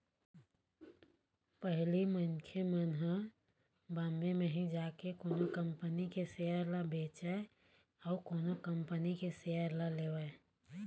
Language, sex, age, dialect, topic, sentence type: Chhattisgarhi, female, 31-35, Eastern, banking, statement